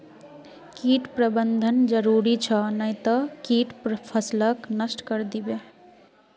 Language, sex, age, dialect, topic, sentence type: Magahi, female, 18-24, Northeastern/Surjapuri, agriculture, statement